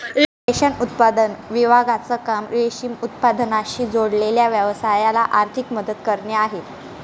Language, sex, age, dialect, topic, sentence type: Marathi, female, 18-24, Northern Konkan, agriculture, statement